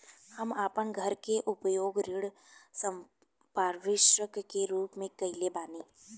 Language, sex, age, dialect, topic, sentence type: Bhojpuri, female, 18-24, Southern / Standard, banking, statement